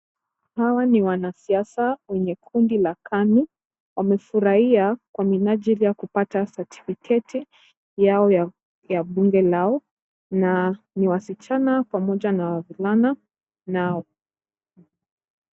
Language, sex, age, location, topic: Swahili, female, 18-24, Kisumu, government